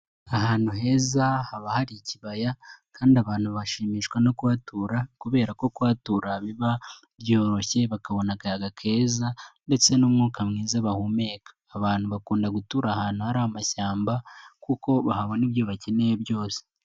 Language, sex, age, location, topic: Kinyarwanda, male, 18-24, Nyagatare, agriculture